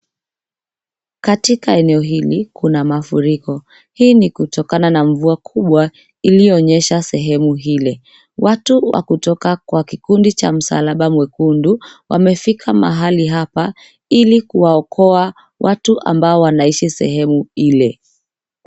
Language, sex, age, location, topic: Swahili, female, 25-35, Nairobi, health